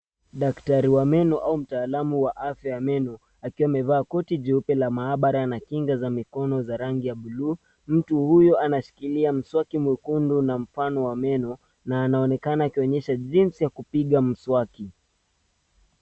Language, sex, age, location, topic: Swahili, male, 18-24, Nairobi, health